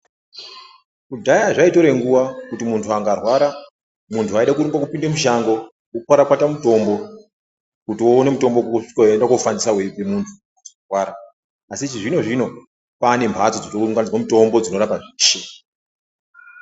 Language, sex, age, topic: Ndau, male, 36-49, health